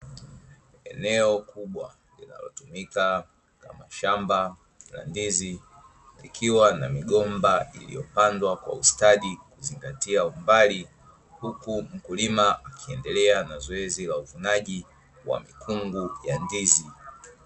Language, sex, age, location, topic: Swahili, male, 25-35, Dar es Salaam, agriculture